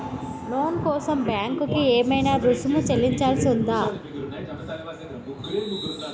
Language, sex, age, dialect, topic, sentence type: Telugu, male, 41-45, Telangana, banking, question